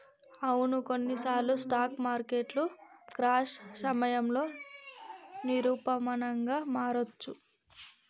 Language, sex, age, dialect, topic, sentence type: Telugu, female, 25-30, Telangana, banking, statement